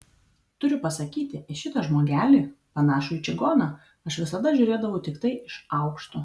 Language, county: Lithuanian, Vilnius